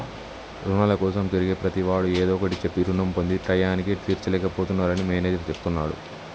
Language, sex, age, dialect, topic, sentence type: Telugu, male, 18-24, Telangana, banking, statement